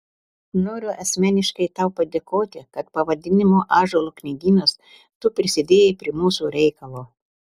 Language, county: Lithuanian, Telšiai